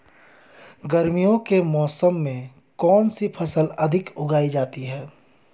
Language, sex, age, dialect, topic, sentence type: Hindi, male, 31-35, Hindustani Malvi Khadi Boli, agriculture, question